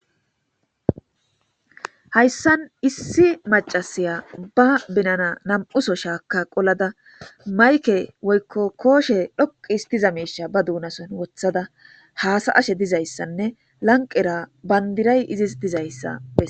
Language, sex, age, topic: Gamo, female, 25-35, government